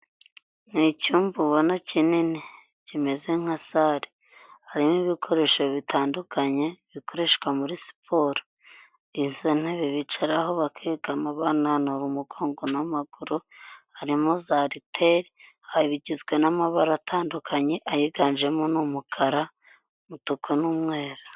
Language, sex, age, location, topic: Kinyarwanda, female, 25-35, Huye, health